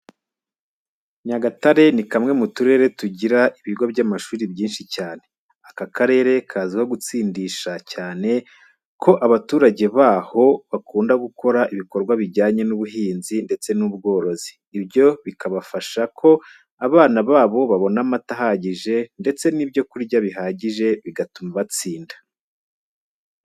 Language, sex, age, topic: Kinyarwanda, male, 25-35, education